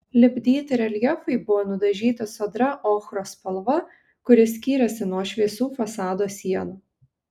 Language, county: Lithuanian, Kaunas